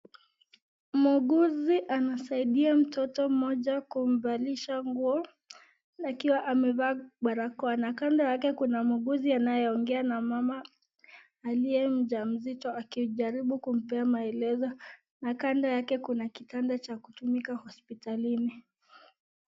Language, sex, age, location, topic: Swahili, female, 18-24, Nakuru, health